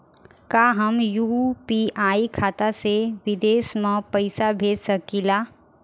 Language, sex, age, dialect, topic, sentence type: Bhojpuri, female, 18-24, Southern / Standard, banking, question